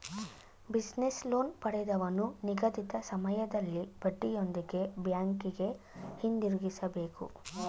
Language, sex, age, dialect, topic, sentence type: Kannada, female, 25-30, Mysore Kannada, banking, statement